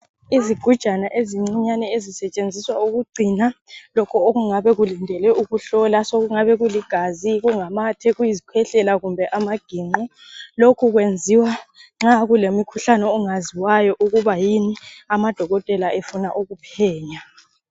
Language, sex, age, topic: North Ndebele, male, 25-35, health